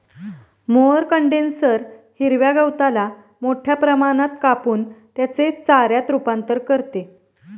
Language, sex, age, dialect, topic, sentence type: Marathi, female, 31-35, Standard Marathi, agriculture, statement